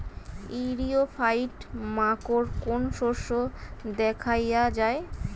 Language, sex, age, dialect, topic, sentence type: Bengali, female, 36-40, Standard Colloquial, agriculture, question